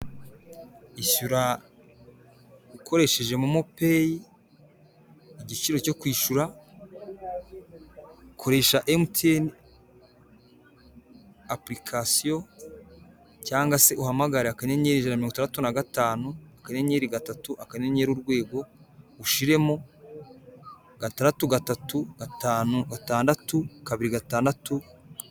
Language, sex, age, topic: Kinyarwanda, male, 18-24, finance